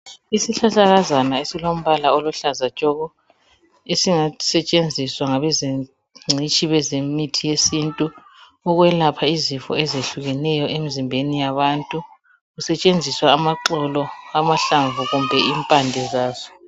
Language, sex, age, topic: North Ndebele, male, 36-49, health